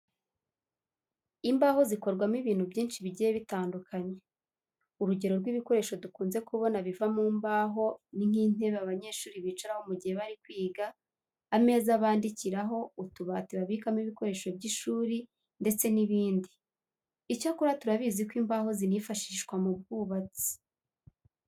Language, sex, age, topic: Kinyarwanda, female, 18-24, education